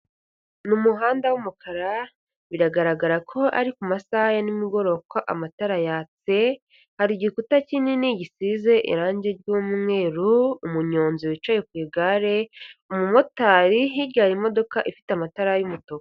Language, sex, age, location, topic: Kinyarwanda, female, 50+, Kigali, government